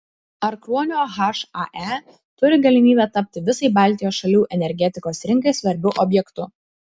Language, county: Lithuanian, Vilnius